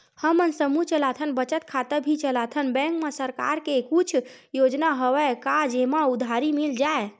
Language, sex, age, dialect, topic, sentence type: Chhattisgarhi, female, 60-100, Western/Budati/Khatahi, banking, question